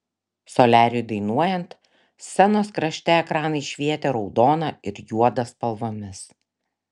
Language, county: Lithuanian, Šiauliai